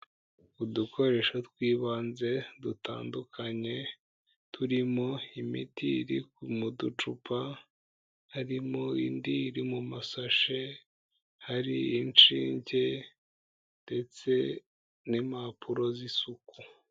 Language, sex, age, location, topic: Kinyarwanda, female, 18-24, Kigali, health